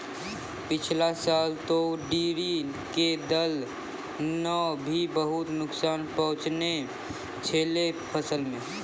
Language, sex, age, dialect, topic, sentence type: Maithili, female, 36-40, Angika, agriculture, statement